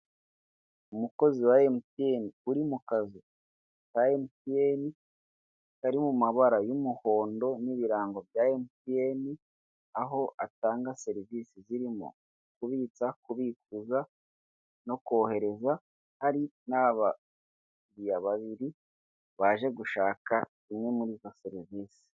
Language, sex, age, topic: Kinyarwanda, male, 25-35, finance